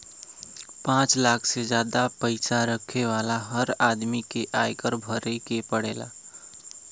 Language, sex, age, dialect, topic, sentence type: Bhojpuri, male, 18-24, Western, banking, statement